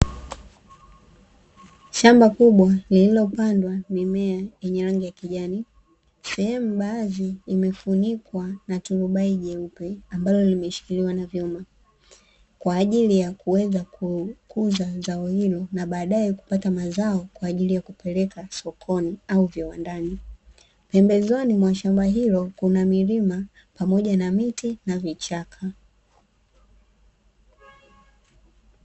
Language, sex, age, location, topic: Swahili, female, 25-35, Dar es Salaam, agriculture